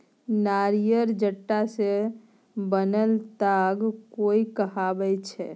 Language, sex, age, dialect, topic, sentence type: Maithili, female, 31-35, Bajjika, agriculture, statement